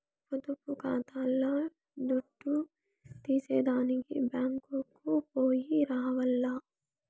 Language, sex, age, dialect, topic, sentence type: Telugu, female, 18-24, Southern, banking, statement